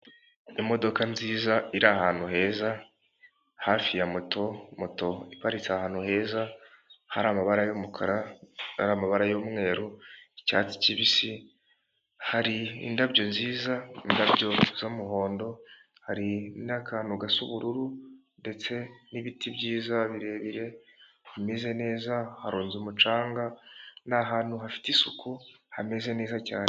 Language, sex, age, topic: Kinyarwanda, male, 18-24, government